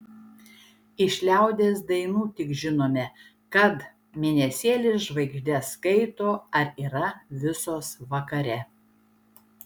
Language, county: Lithuanian, Šiauliai